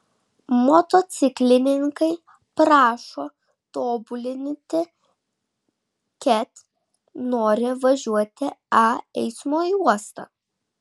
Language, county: Lithuanian, Šiauliai